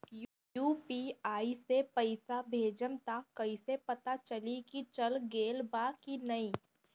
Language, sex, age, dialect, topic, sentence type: Bhojpuri, female, 36-40, Northern, banking, question